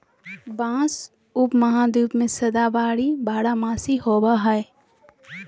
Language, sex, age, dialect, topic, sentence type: Magahi, female, 31-35, Southern, agriculture, statement